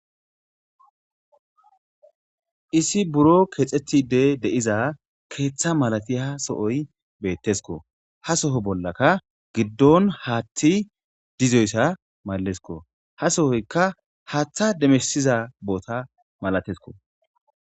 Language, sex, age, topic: Gamo, male, 18-24, government